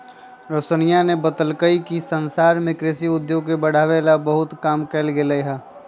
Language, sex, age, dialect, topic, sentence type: Magahi, female, 51-55, Western, agriculture, statement